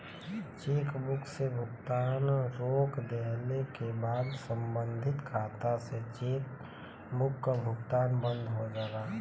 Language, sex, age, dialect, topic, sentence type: Bhojpuri, female, 31-35, Western, banking, statement